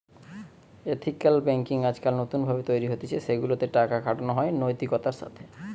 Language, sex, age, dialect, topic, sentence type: Bengali, male, 25-30, Western, banking, statement